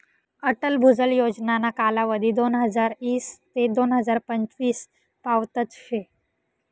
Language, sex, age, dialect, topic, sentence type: Marathi, female, 18-24, Northern Konkan, agriculture, statement